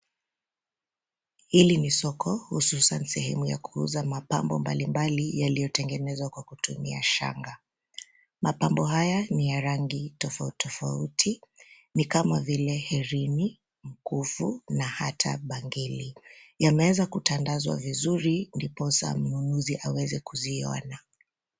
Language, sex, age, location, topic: Swahili, female, 25-35, Nairobi, finance